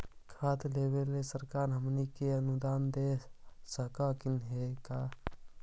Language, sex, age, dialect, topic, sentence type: Magahi, male, 51-55, Central/Standard, agriculture, question